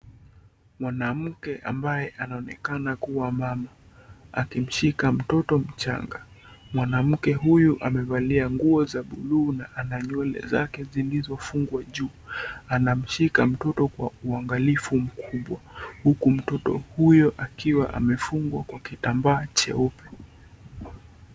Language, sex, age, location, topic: Swahili, male, 18-24, Kisii, health